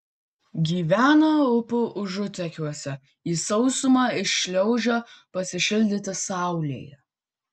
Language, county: Lithuanian, Vilnius